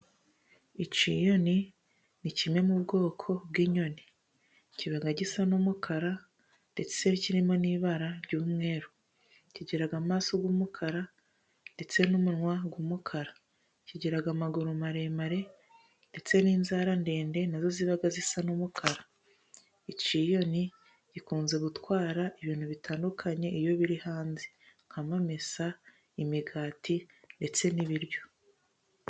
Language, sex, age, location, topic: Kinyarwanda, female, 25-35, Musanze, agriculture